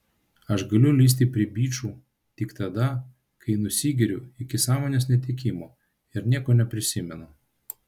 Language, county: Lithuanian, Vilnius